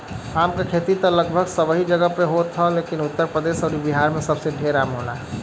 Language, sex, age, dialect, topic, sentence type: Bhojpuri, male, 31-35, Western, agriculture, statement